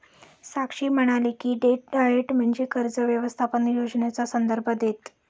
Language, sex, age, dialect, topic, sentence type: Marathi, female, 31-35, Standard Marathi, banking, statement